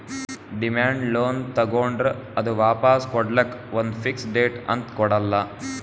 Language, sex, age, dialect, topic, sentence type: Kannada, male, 18-24, Northeastern, banking, statement